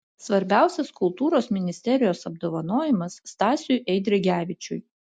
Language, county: Lithuanian, Utena